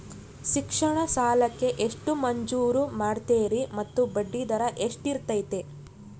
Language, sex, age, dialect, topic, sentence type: Kannada, female, 25-30, Central, banking, question